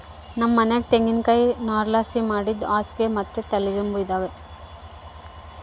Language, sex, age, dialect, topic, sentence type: Kannada, female, 31-35, Central, agriculture, statement